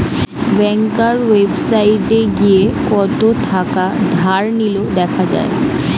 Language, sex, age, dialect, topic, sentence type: Bengali, female, 18-24, Western, banking, statement